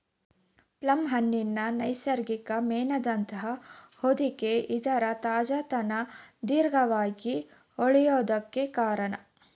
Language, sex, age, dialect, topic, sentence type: Kannada, female, 25-30, Mysore Kannada, agriculture, statement